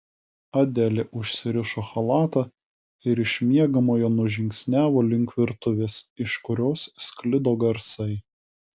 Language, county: Lithuanian, Kaunas